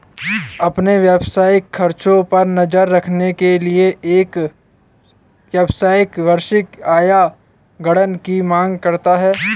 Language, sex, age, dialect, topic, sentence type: Hindi, male, 18-24, Awadhi Bundeli, banking, statement